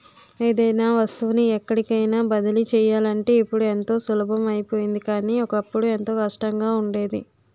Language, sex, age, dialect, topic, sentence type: Telugu, female, 18-24, Utterandhra, banking, statement